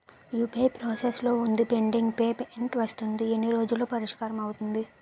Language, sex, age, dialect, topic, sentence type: Telugu, female, 18-24, Utterandhra, banking, question